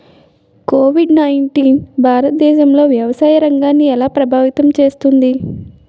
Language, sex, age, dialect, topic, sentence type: Telugu, female, 18-24, Utterandhra, agriculture, question